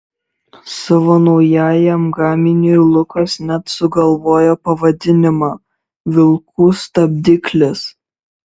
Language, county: Lithuanian, Šiauliai